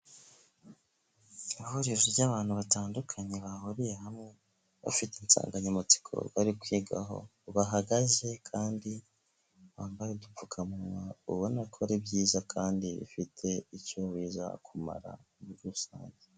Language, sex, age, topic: Kinyarwanda, male, 25-35, government